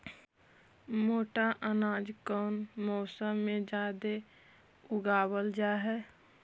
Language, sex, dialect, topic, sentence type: Magahi, female, Central/Standard, agriculture, question